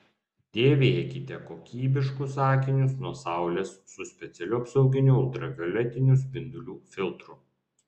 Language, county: Lithuanian, Vilnius